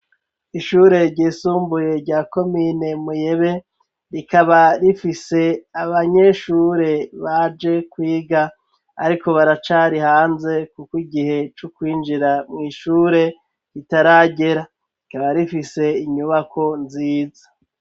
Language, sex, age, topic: Rundi, male, 36-49, education